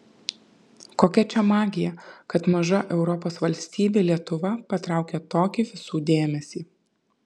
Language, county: Lithuanian, Kaunas